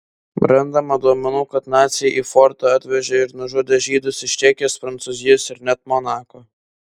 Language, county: Lithuanian, Vilnius